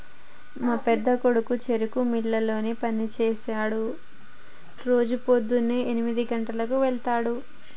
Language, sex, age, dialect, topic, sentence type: Telugu, female, 25-30, Telangana, agriculture, statement